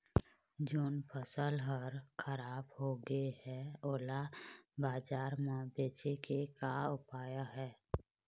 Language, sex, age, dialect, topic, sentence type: Chhattisgarhi, female, 25-30, Eastern, agriculture, statement